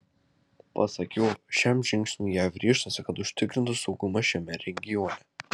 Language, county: Lithuanian, Kaunas